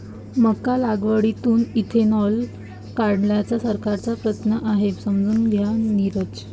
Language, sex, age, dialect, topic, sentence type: Marathi, female, 18-24, Varhadi, agriculture, statement